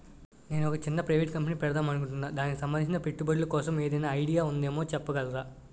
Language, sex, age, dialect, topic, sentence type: Telugu, male, 18-24, Utterandhra, banking, question